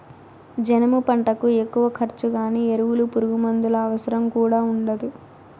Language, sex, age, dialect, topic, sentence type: Telugu, female, 18-24, Southern, agriculture, statement